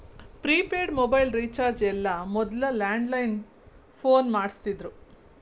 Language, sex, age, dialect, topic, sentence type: Kannada, female, 36-40, Dharwad Kannada, banking, statement